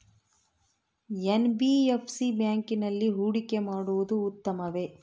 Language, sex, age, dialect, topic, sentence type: Kannada, female, 41-45, Central, banking, question